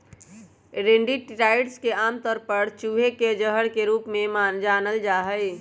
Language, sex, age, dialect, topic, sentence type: Magahi, male, 18-24, Western, agriculture, statement